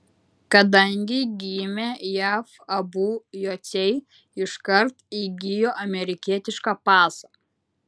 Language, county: Lithuanian, Utena